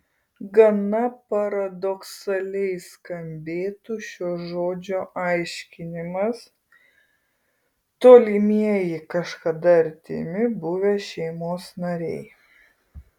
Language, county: Lithuanian, Kaunas